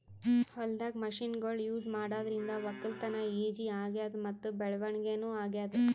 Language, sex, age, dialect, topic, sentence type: Kannada, female, 31-35, Northeastern, agriculture, statement